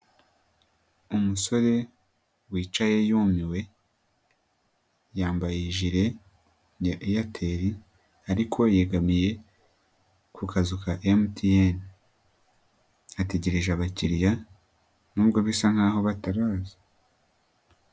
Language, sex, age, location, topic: Kinyarwanda, male, 18-24, Nyagatare, finance